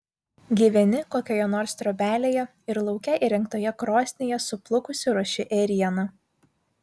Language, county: Lithuanian, Vilnius